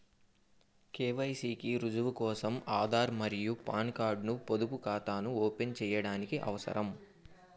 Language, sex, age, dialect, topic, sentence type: Telugu, male, 18-24, Utterandhra, banking, statement